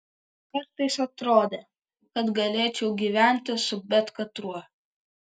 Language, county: Lithuanian, Vilnius